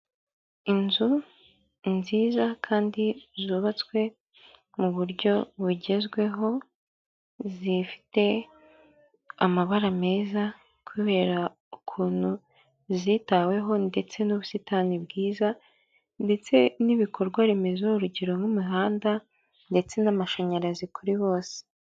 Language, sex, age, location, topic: Kinyarwanda, male, 50+, Kigali, government